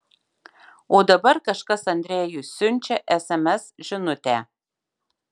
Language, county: Lithuanian, Marijampolė